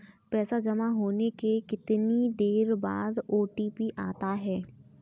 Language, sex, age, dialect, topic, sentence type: Hindi, female, 18-24, Kanauji Braj Bhasha, banking, question